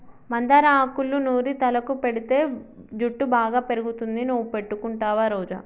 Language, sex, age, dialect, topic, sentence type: Telugu, male, 56-60, Telangana, agriculture, statement